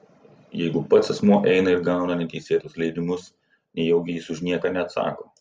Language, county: Lithuanian, Vilnius